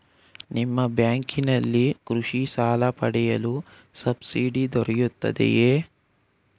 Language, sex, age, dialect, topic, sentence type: Kannada, male, 18-24, Mysore Kannada, banking, question